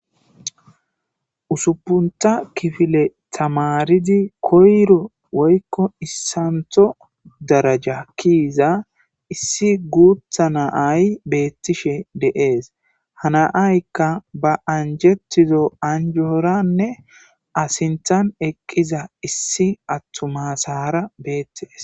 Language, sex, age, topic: Gamo, male, 18-24, government